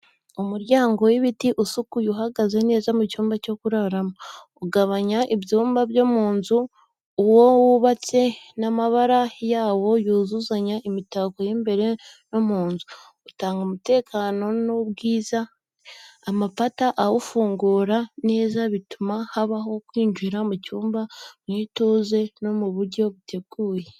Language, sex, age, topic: Kinyarwanda, female, 18-24, education